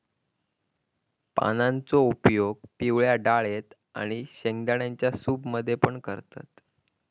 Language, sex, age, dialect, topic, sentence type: Marathi, female, 41-45, Southern Konkan, agriculture, statement